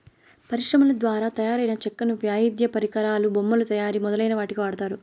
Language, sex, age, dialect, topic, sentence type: Telugu, female, 18-24, Southern, agriculture, statement